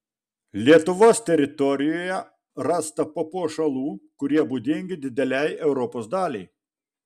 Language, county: Lithuanian, Vilnius